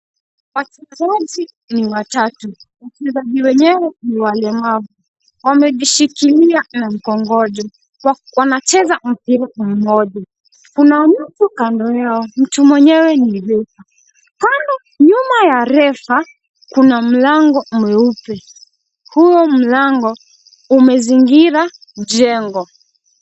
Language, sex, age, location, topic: Swahili, female, 18-24, Kisumu, education